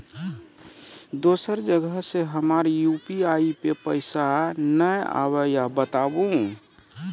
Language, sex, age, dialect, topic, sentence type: Maithili, male, 46-50, Angika, banking, question